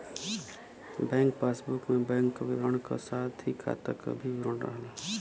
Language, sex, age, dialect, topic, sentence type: Bhojpuri, male, 25-30, Western, banking, statement